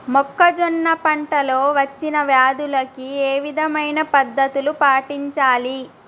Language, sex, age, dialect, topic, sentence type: Telugu, female, 31-35, Telangana, agriculture, question